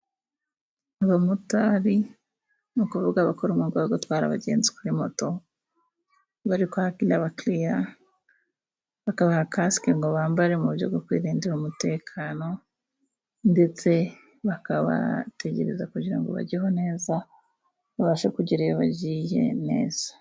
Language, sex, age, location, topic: Kinyarwanda, female, 25-35, Musanze, government